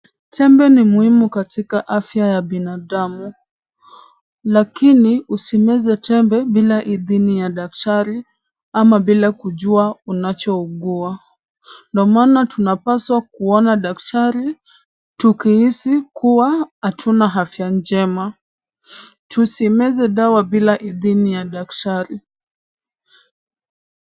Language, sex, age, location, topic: Swahili, male, 18-24, Kisumu, health